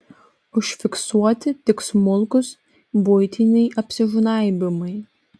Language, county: Lithuanian, Panevėžys